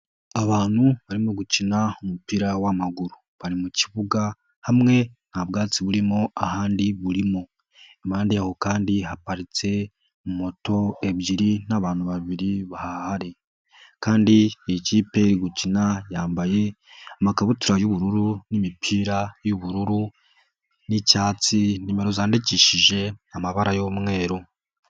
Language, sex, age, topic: Kinyarwanda, male, 18-24, government